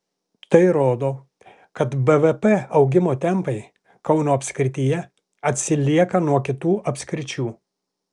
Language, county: Lithuanian, Alytus